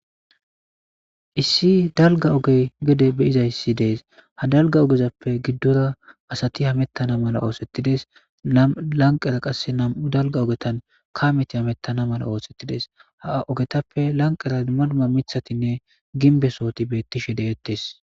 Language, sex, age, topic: Gamo, male, 25-35, government